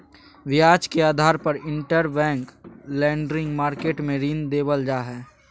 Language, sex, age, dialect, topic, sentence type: Magahi, male, 31-35, Southern, banking, statement